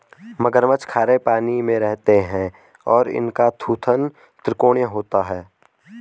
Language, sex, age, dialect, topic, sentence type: Hindi, male, 18-24, Garhwali, agriculture, statement